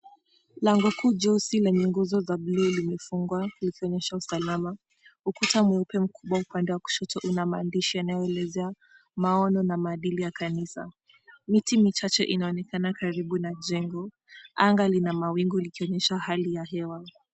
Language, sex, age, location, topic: Swahili, female, 18-24, Mombasa, government